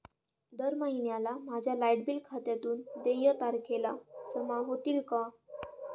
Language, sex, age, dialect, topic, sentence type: Marathi, female, 18-24, Standard Marathi, banking, question